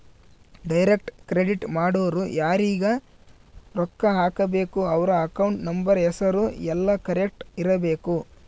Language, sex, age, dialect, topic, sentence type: Kannada, male, 25-30, Central, banking, statement